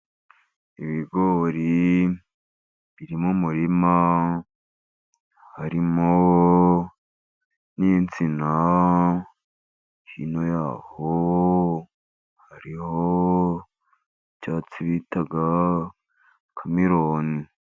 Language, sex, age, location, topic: Kinyarwanda, male, 50+, Musanze, agriculture